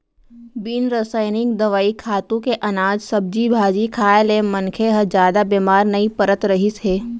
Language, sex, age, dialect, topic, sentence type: Chhattisgarhi, female, 18-24, Central, agriculture, statement